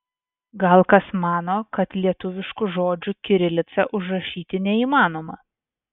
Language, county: Lithuanian, Vilnius